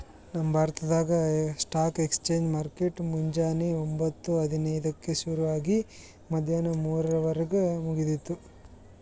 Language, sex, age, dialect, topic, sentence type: Kannada, male, 25-30, Northeastern, banking, statement